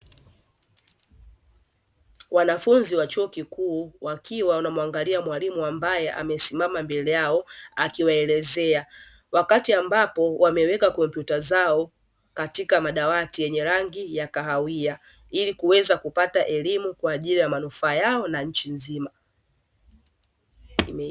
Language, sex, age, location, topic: Swahili, female, 18-24, Dar es Salaam, education